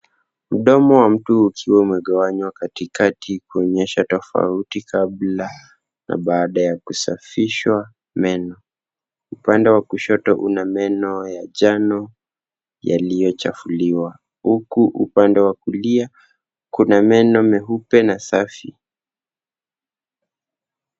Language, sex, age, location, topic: Swahili, male, 18-24, Nairobi, health